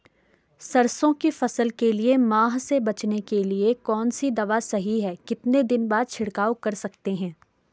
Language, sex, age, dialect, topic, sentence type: Hindi, female, 25-30, Garhwali, agriculture, question